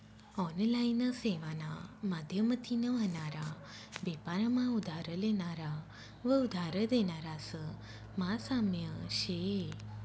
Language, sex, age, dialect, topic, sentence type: Marathi, female, 31-35, Northern Konkan, banking, statement